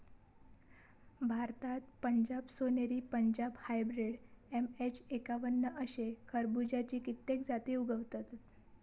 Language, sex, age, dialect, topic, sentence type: Marathi, female, 18-24, Southern Konkan, agriculture, statement